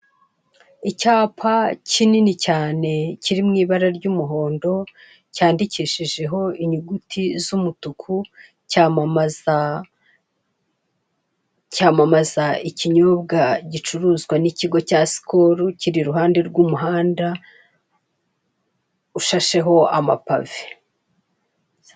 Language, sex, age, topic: Kinyarwanda, female, 36-49, finance